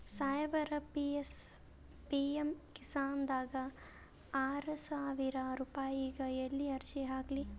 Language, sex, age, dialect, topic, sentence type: Kannada, male, 18-24, Northeastern, agriculture, question